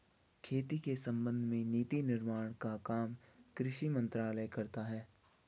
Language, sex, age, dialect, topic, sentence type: Hindi, male, 18-24, Garhwali, agriculture, statement